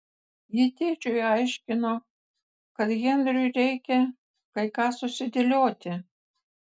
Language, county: Lithuanian, Kaunas